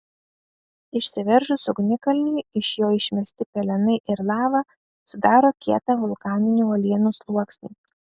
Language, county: Lithuanian, Kaunas